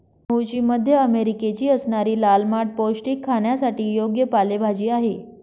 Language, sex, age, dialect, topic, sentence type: Marathi, female, 25-30, Northern Konkan, agriculture, statement